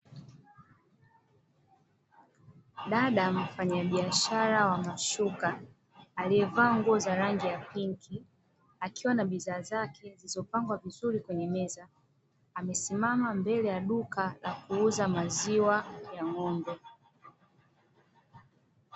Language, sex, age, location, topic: Swahili, female, 25-35, Dar es Salaam, finance